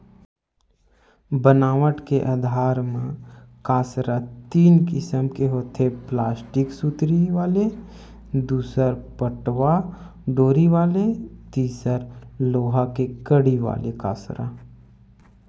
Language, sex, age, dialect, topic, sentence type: Chhattisgarhi, male, 25-30, Western/Budati/Khatahi, agriculture, statement